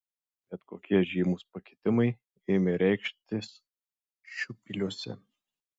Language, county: Lithuanian, Šiauliai